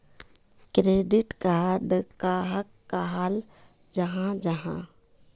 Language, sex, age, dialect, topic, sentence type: Magahi, female, 31-35, Northeastern/Surjapuri, banking, question